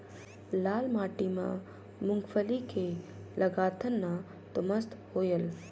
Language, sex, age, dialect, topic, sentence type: Chhattisgarhi, female, 31-35, Northern/Bhandar, agriculture, question